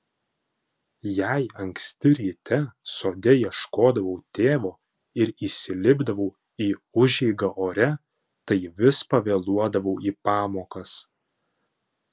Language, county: Lithuanian, Panevėžys